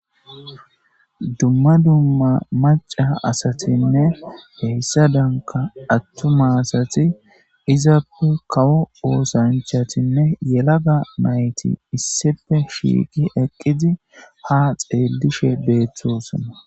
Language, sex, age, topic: Gamo, female, 18-24, government